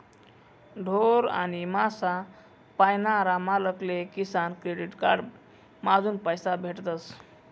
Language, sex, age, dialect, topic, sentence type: Marathi, male, 18-24, Northern Konkan, agriculture, statement